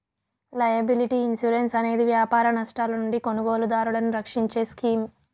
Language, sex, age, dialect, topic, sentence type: Telugu, female, 25-30, Southern, banking, statement